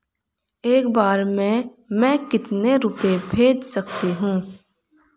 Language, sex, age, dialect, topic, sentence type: Hindi, female, 18-24, Hindustani Malvi Khadi Boli, banking, question